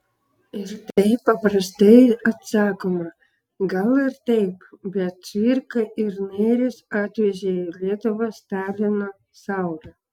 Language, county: Lithuanian, Klaipėda